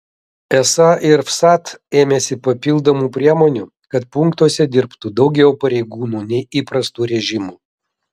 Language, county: Lithuanian, Vilnius